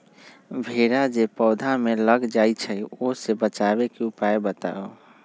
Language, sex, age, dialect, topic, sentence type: Magahi, male, 25-30, Western, agriculture, question